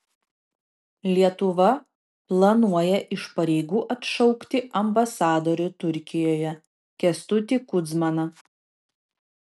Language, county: Lithuanian, Vilnius